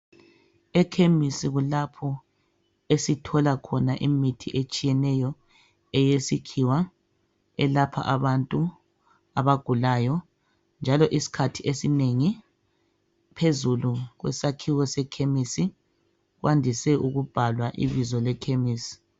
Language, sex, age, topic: North Ndebele, male, 36-49, health